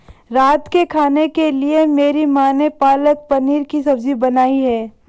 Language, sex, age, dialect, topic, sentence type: Hindi, female, 18-24, Marwari Dhudhari, agriculture, statement